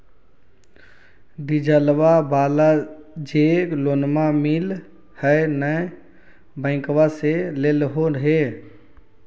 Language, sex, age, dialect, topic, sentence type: Magahi, male, 36-40, Central/Standard, banking, question